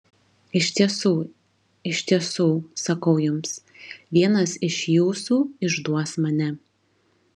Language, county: Lithuanian, Šiauliai